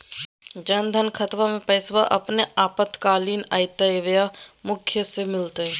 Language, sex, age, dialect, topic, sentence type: Magahi, female, 18-24, Southern, banking, question